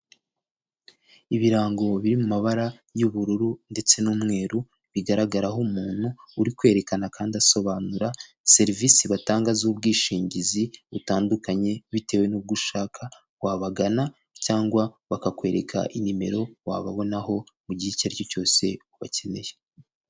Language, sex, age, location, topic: Kinyarwanda, male, 25-35, Kigali, finance